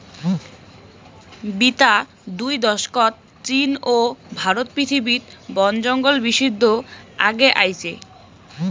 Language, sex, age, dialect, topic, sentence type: Bengali, female, 18-24, Rajbangshi, agriculture, statement